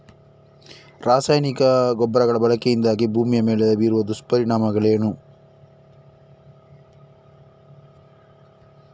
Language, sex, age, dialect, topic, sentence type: Kannada, male, 31-35, Coastal/Dakshin, agriculture, question